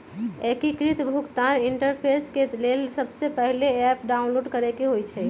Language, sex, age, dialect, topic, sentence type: Magahi, female, 31-35, Western, banking, statement